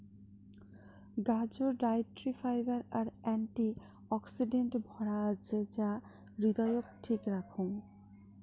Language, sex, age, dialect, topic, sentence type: Bengali, female, 25-30, Rajbangshi, agriculture, statement